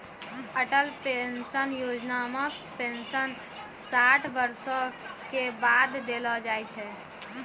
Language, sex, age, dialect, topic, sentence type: Maithili, female, 18-24, Angika, banking, statement